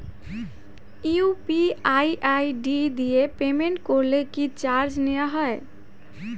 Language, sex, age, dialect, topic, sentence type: Bengali, female, 18-24, Rajbangshi, banking, question